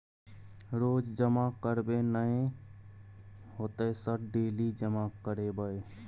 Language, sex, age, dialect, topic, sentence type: Maithili, male, 18-24, Bajjika, banking, question